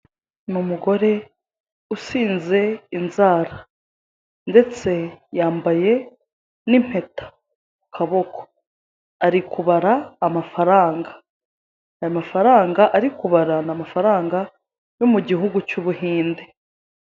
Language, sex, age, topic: Kinyarwanda, female, 25-35, finance